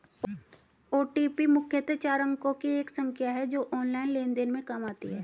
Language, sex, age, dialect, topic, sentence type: Hindi, female, 36-40, Hindustani Malvi Khadi Boli, banking, statement